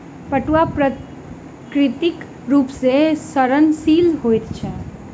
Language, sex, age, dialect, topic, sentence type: Maithili, female, 18-24, Southern/Standard, agriculture, statement